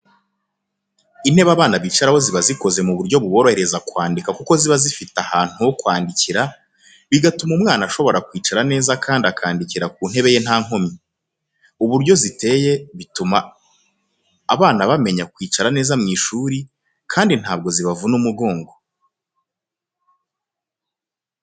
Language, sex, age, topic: Kinyarwanda, male, 25-35, education